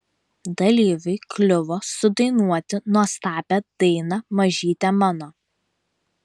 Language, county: Lithuanian, Vilnius